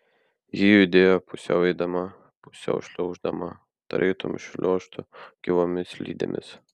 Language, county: Lithuanian, Kaunas